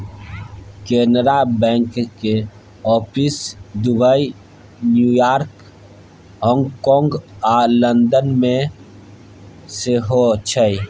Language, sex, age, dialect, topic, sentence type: Maithili, male, 31-35, Bajjika, banking, statement